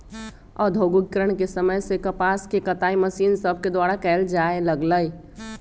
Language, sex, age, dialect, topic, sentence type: Magahi, female, 25-30, Western, agriculture, statement